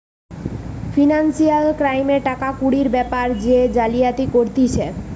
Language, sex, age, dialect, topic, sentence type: Bengali, female, 31-35, Western, banking, statement